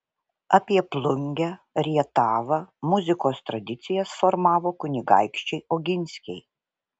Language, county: Lithuanian, Vilnius